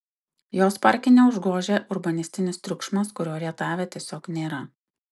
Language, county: Lithuanian, Utena